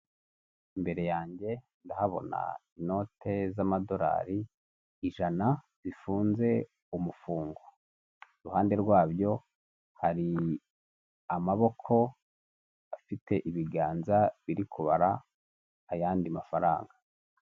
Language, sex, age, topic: Kinyarwanda, male, 18-24, finance